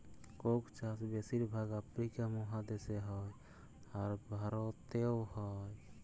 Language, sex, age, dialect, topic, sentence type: Bengali, male, 25-30, Jharkhandi, agriculture, statement